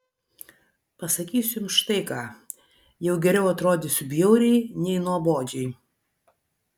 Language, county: Lithuanian, Vilnius